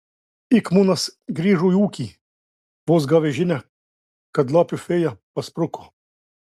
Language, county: Lithuanian, Klaipėda